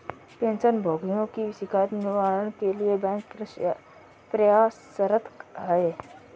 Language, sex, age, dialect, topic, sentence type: Hindi, female, 60-100, Kanauji Braj Bhasha, banking, statement